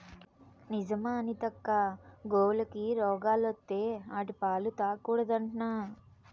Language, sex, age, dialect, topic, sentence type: Telugu, female, 25-30, Southern, agriculture, statement